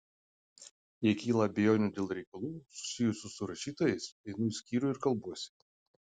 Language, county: Lithuanian, Utena